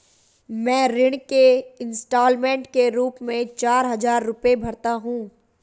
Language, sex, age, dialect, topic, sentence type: Hindi, female, 18-24, Marwari Dhudhari, banking, statement